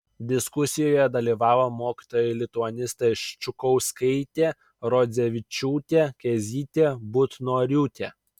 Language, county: Lithuanian, Kaunas